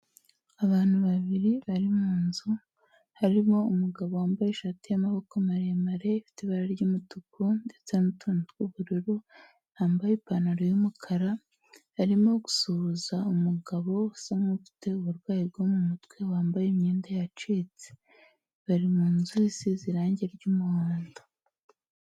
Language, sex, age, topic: Kinyarwanda, female, 18-24, health